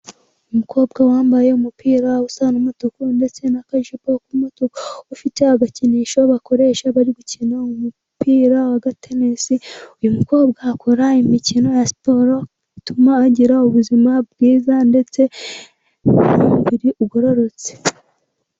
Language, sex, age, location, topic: Kinyarwanda, female, 18-24, Musanze, government